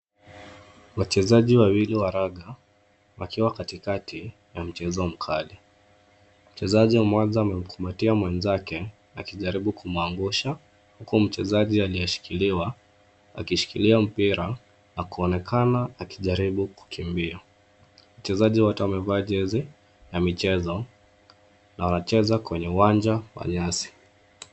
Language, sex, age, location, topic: Swahili, male, 25-35, Nairobi, education